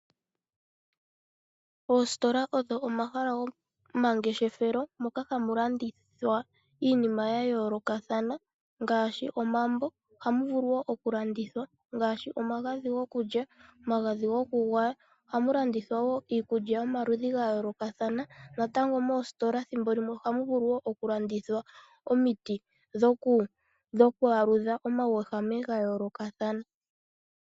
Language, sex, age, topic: Oshiwambo, female, 25-35, finance